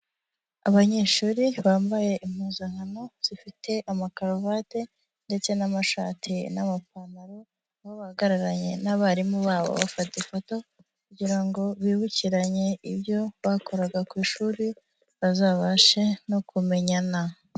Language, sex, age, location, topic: Kinyarwanda, female, 50+, Nyagatare, education